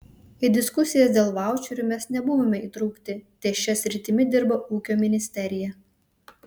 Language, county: Lithuanian, Vilnius